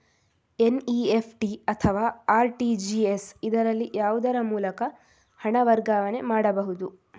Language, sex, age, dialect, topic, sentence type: Kannada, female, 41-45, Coastal/Dakshin, banking, question